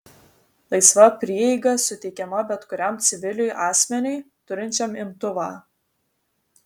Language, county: Lithuanian, Vilnius